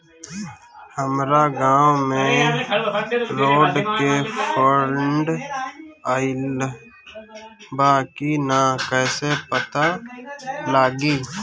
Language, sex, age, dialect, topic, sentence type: Bhojpuri, male, 25-30, Northern, banking, question